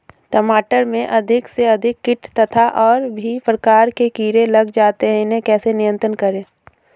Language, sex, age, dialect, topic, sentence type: Hindi, female, 18-24, Awadhi Bundeli, agriculture, question